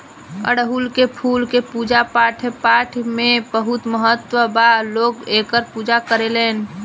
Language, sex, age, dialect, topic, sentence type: Bhojpuri, female, 25-30, Southern / Standard, agriculture, statement